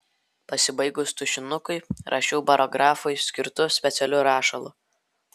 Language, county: Lithuanian, Vilnius